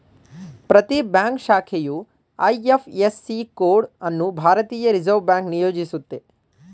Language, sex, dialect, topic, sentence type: Kannada, male, Mysore Kannada, banking, statement